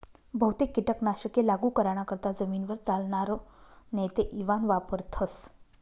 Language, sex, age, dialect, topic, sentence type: Marathi, female, 46-50, Northern Konkan, agriculture, statement